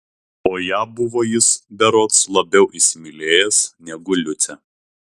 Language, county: Lithuanian, Vilnius